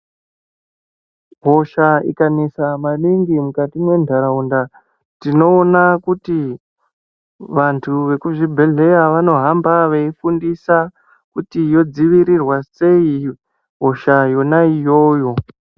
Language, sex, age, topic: Ndau, female, 36-49, health